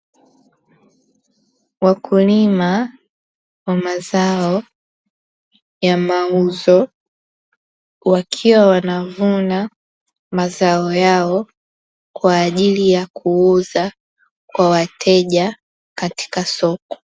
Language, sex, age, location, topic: Swahili, female, 18-24, Dar es Salaam, agriculture